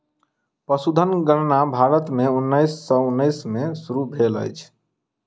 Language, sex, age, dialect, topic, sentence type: Maithili, male, 25-30, Southern/Standard, agriculture, statement